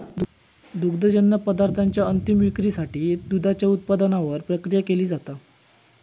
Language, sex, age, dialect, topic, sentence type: Marathi, male, 18-24, Southern Konkan, agriculture, statement